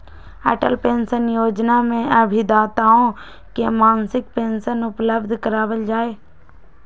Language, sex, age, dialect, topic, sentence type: Magahi, female, 18-24, Western, banking, statement